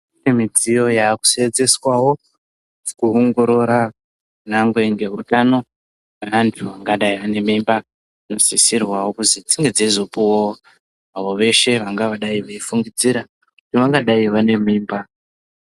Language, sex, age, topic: Ndau, male, 50+, health